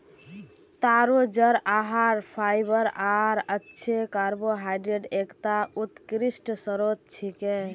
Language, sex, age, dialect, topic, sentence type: Magahi, female, 18-24, Northeastern/Surjapuri, agriculture, statement